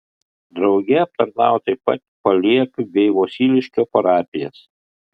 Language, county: Lithuanian, Kaunas